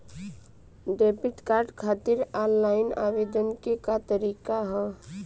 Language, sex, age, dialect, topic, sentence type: Bhojpuri, female, 25-30, Southern / Standard, banking, question